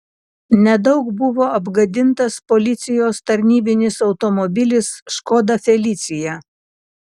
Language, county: Lithuanian, Kaunas